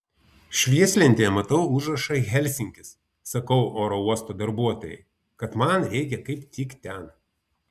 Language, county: Lithuanian, Vilnius